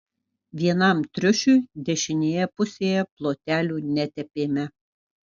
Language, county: Lithuanian, Kaunas